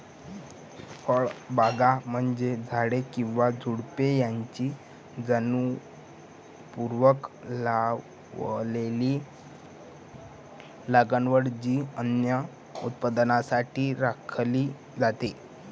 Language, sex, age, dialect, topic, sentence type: Marathi, male, 18-24, Varhadi, agriculture, statement